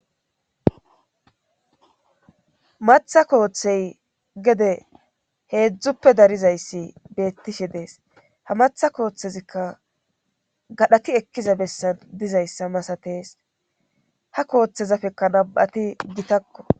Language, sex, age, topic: Gamo, female, 36-49, government